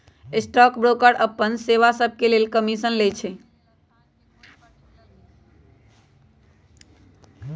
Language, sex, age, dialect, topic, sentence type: Magahi, female, 31-35, Western, banking, statement